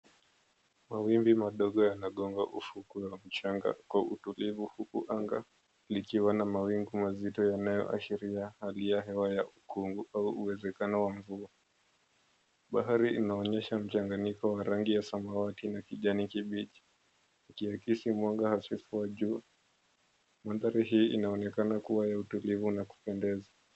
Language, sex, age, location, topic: Swahili, male, 25-35, Mombasa, government